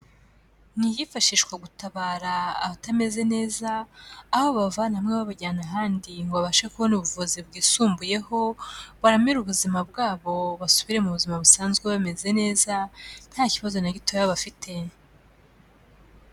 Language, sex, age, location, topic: Kinyarwanda, female, 25-35, Kigali, health